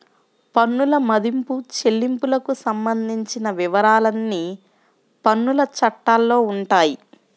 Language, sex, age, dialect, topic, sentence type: Telugu, male, 25-30, Central/Coastal, banking, statement